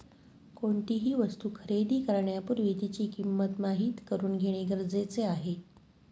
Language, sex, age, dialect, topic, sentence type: Marathi, female, 31-35, Northern Konkan, banking, statement